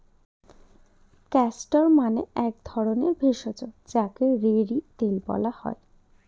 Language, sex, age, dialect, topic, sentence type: Bengali, female, 31-35, Northern/Varendri, agriculture, statement